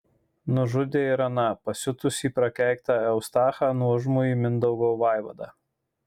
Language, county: Lithuanian, Marijampolė